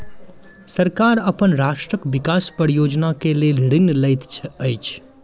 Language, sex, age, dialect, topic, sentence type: Maithili, male, 25-30, Southern/Standard, banking, statement